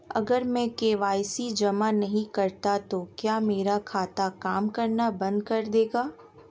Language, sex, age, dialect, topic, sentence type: Hindi, female, 18-24, Marwari Dhudhari, banking, question